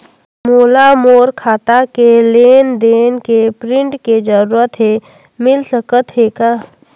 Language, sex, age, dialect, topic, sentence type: Chhattisgarhi, female, 18-24, Northern/Bhandar, banking, question